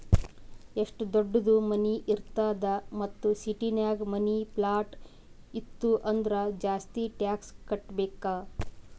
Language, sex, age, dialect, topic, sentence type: Kannada, female, 18-24, Northeastern, banking, statement